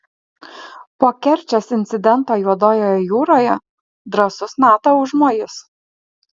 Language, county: Lithuanian, Alytus